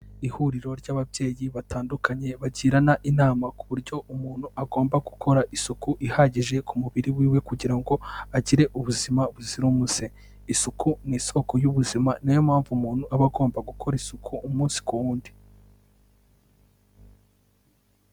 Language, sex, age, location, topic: Kinyarwanda, male, 18-24, Kigali, health